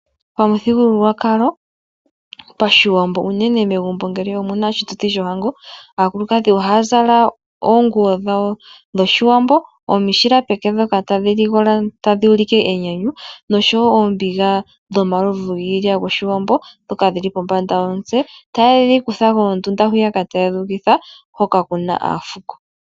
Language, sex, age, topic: Oshiwambo, female, 36-49, agriculture